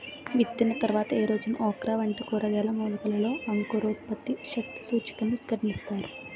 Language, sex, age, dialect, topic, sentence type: Telugu, female, 18-24, Utterandhra, agriculture, question